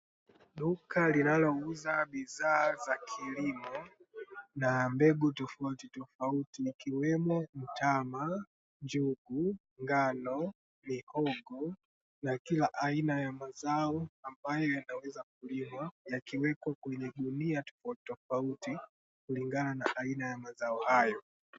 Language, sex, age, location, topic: Swahili, male, 18-24, Dar es Salaam, agriculture